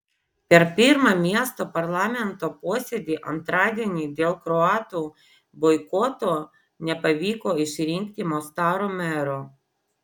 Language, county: Lithuanian, Vilnius